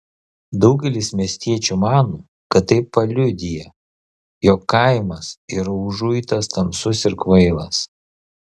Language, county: Lithuanian, Kaunas